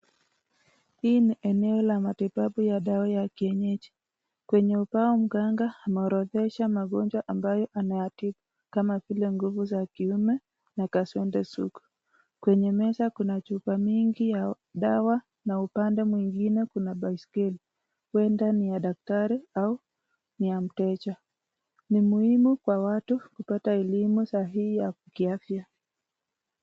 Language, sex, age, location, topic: Swahili, female, 25-35, Nakuru, health